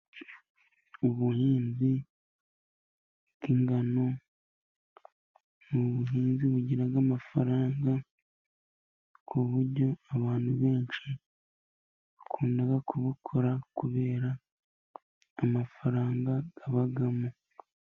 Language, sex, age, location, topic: Kinyarwanda, male, 18-24, Musanze, agriculture